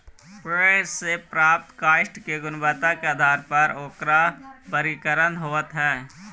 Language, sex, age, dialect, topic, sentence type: Magahi, male, 25-30, Central/Standard, banking, statement